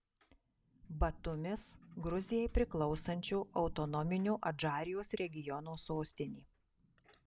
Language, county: Lithuanian, Marijampolė